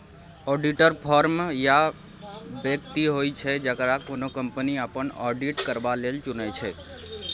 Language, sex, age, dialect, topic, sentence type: Maithili, male, 18-24, Bajjika, banking, statement